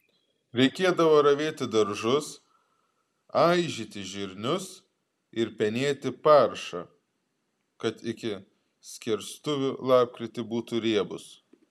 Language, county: Lithuanian, Klaipėda